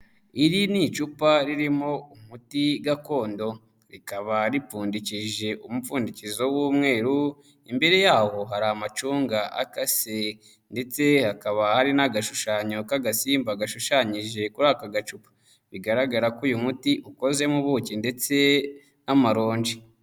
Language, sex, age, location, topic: Kinyarwanda, male, 25-35, Huye, health